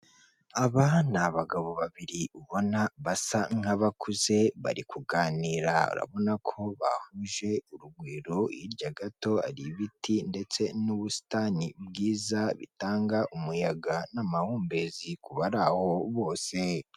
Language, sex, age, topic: Kinyarwanda, female, 36-49, government